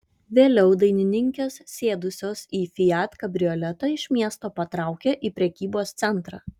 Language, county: Lithuanian, Šiauliai